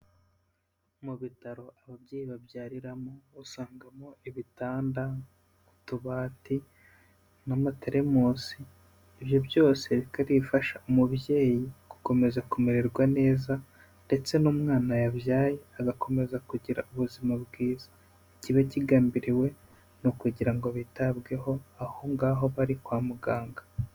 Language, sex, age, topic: Kinyarwanda, male, 25-35, health